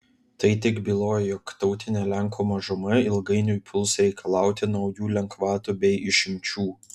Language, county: Lithuanian, Vilnius